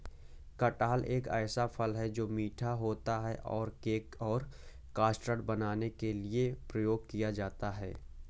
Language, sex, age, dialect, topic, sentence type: Hindi, male, 18-24, Awadhi Bundeli, agriculture, statement